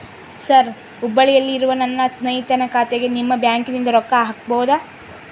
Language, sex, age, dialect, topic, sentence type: Kannada, female, 18-24, Central, banking, question